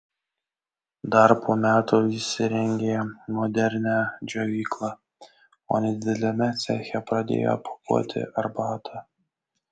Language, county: Lithuanian, Kaunas